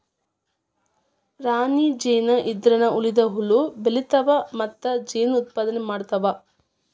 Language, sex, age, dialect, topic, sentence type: Kannada, female, 25-30, Dharwad Kannada, agriculture, statement